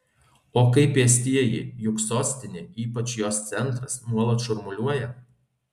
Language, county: Lithuanian, Alytus